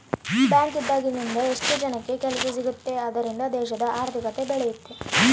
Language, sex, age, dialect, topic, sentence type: Kannada, female, 18-24, Central, banking, statement